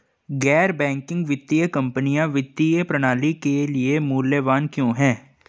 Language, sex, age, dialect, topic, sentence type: Hindi, male, 18-24, Hindustani Malvi Khadi Boli, banking, question